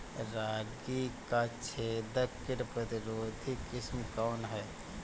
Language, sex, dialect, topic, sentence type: Bhojpuri, male, Northern, agriculture, question